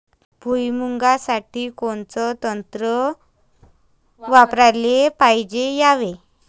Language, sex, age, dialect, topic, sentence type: Marathi, female, 25-30, Varhadi, agriculture, question